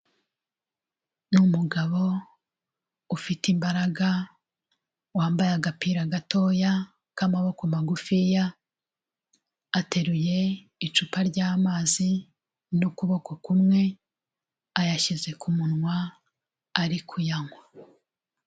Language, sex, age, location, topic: Kinyarwanda, female, 36-49, Kigali, health